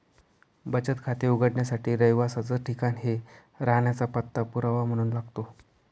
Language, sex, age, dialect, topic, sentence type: Marathi, male, 25-30, Northern Konkan, banking, statement